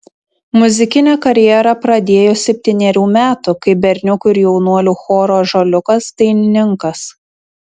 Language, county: Lithuanian, Tauragė